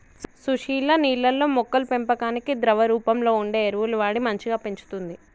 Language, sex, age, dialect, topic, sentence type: Telugu, male, 56-60, Telangana, agriculture, statement